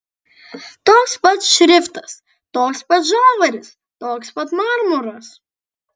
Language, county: Lithuanian, Kaunas